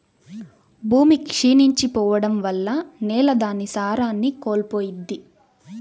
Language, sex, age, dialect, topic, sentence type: Telugu, female, 18-24, Central/Coastal, agriculture, statement